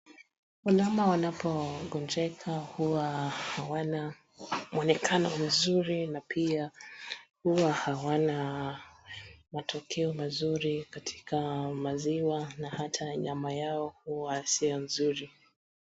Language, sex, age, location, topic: Swahili, female, 25-35, Wajir, agriculture